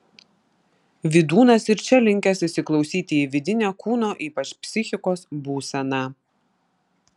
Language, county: Lithuanian, Vilnius